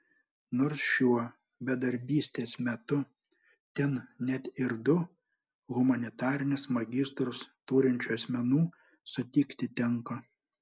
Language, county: Lithuanian, Panevėžys